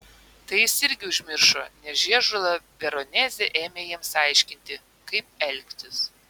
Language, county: Lithuanian, Vilnius